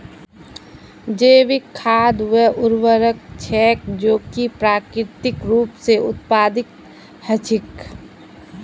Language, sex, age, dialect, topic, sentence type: Magahi, female, 25-30, Northeastern/Surjapuri, agriculture, statement